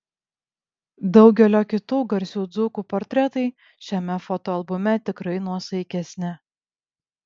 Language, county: Lithuanian, Vilnius